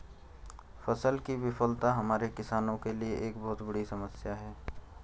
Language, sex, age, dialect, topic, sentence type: Hindi, male, 51-55, Garhwali, agriculture, statement